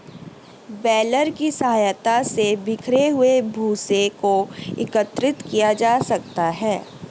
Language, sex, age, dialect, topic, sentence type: Hindi, female, 31-35, Hindustani Malvi Khadi Boli, agriculture, statement